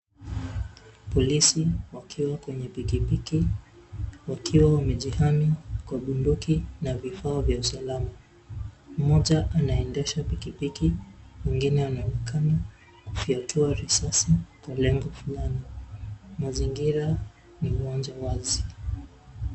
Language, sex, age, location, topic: Swahili, male, 18-24, Nairobi, health